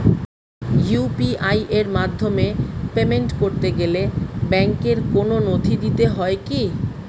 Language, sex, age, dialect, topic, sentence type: Bengali, female, 36-40, Rajbangshi, banking, question